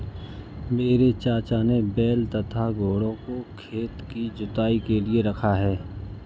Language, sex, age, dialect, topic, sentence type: Hindi, male, 25-30, Kanauji Braj Bhasha, agriculture, statement